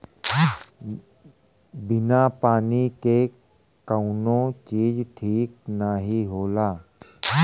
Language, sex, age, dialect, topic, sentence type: Bhojpuri, male, 41-45, Western, agriculture, statement